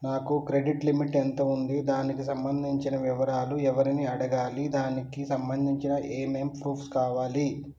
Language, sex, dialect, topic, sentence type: Telugu, male, Telangana, banking, question